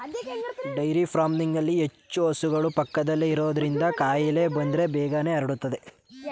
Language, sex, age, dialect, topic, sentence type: Kannada, male, 25-30, Mysore Kannada, agriculture, statement